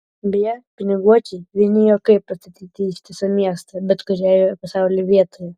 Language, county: Lithuanian, Vilnius